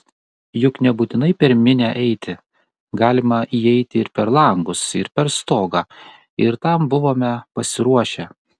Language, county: Lithuanian, Kaunas